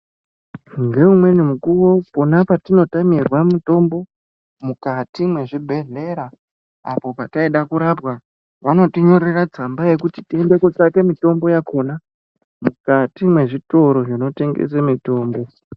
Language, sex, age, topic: Ndau, male, 18-24, health